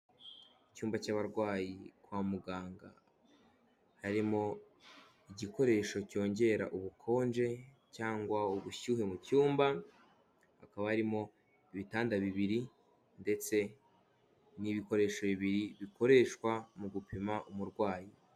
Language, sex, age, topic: Kinyarwanda, male, 18-24, government